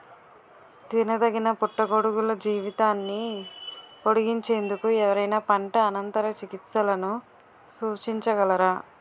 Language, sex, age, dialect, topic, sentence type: Telugu, female, 18-24, Utterandhra, agriculture, question